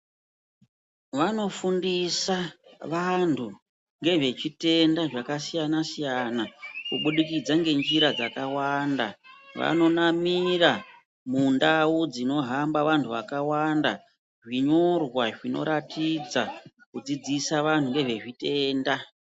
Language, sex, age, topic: Ndau, female, 50+, health